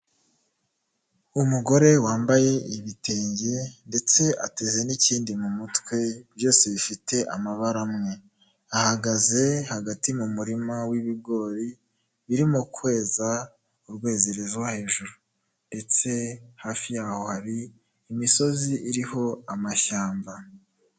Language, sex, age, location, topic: Kinyarwanda, male, 18-24, Nyagatare, agriculture